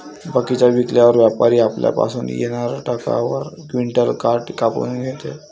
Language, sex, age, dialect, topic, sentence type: Marathi, male, 18-24, Varhadi, agriculture, question